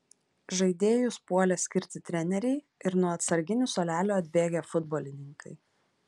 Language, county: Lithuanian, Klaipėda